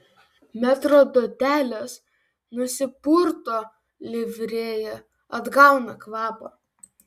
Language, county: Lithuanian, Vilnius